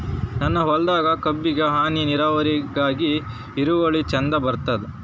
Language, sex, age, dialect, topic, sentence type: Kannada, female, 25-30, Northeastern, agriculture, question